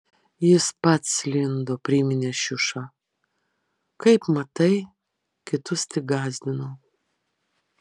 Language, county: Lithuanian, Vilnius